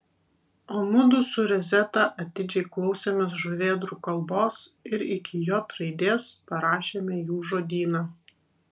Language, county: Lithuanian, Vilnius